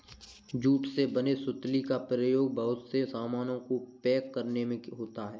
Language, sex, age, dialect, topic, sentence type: Hindi, male, 18-24, Kanauji Braj Bhasha, agriculture, statement